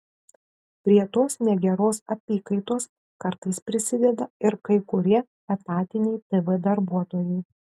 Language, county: Lithuanian, Kaunas